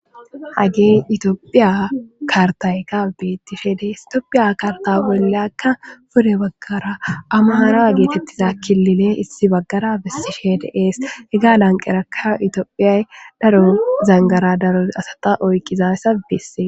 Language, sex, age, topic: Gamo, female, 18-24, government